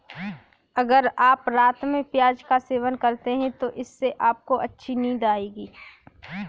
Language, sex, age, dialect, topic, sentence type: Hindi, female, 18-24, Kanauji Braj Bhasha, agriculture, statement